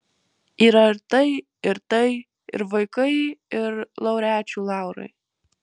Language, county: Lithuanian, Marijampolė